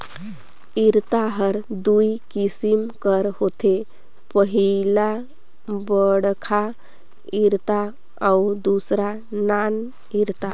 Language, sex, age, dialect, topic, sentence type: Chhattisgarhi, female, 25-30, Northern/Bhandar, agriculture, statement